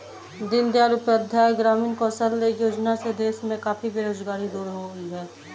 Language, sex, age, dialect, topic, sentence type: Hindi, female, 18-24, Kanauji Braj Bhasha, banking, statement